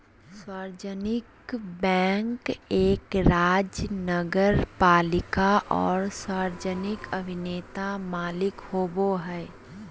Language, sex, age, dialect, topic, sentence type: Magahi, female, 31-35, Southern, banking, statement